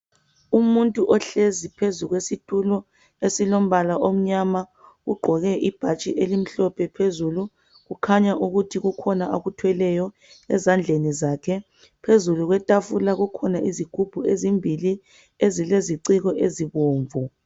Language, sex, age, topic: North Ndebele, female, 25-35, health